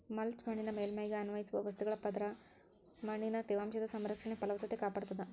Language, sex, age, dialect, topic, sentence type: Kannada, male, 60-100, Central, agriculture, statement